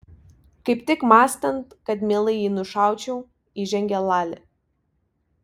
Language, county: Lithuanian, Vilnius